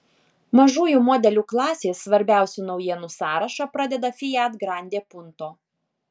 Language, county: Lithuanian, Alytus